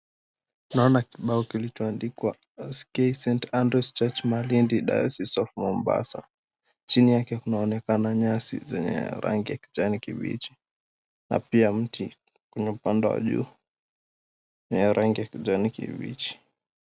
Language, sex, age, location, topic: Swahili, male, 18-24, Mombasa, government